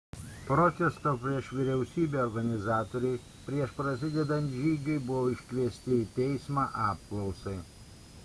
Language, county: Lithuanian, Kaunas